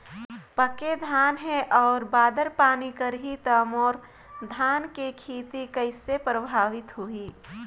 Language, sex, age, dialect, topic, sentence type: Chhattisgarhi, female, 25-30, Northern/Bhandar, agriculture, question